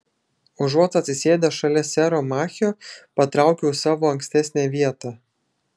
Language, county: Lithuanian, Šiauliai